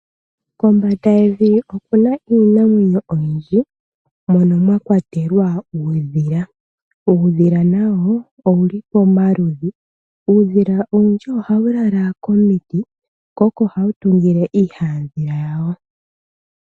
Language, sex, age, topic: Oshiwambo, male, 25-35, agriculture